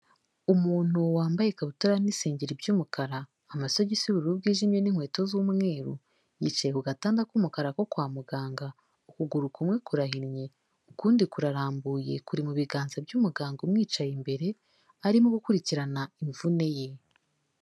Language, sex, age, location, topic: Kinyarwanda, female, 18-24, Kigali, health